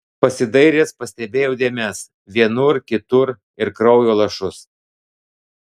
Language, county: Lithuanian, Klaipėda